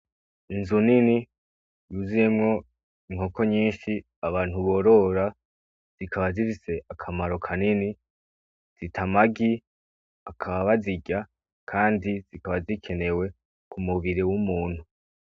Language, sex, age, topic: Rundi, male, 18-24, agriculture